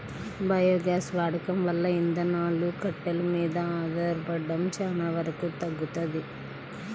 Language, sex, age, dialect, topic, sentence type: Telugu, male, 36-40, Central/Coastal, agriculture, statement